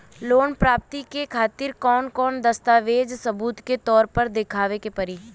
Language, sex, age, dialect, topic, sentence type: Bhojpuri, female, 18-24, Western, banking, statement